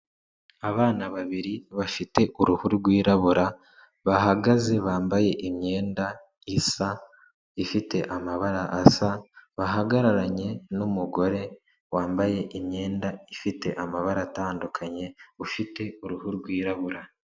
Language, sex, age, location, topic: Kinyarwanda, male, 36-49, Kigali, government